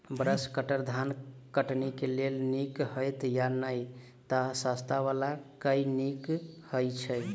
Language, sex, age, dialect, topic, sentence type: Maithili, male, 25-30, Southern/Standard, agriculture, question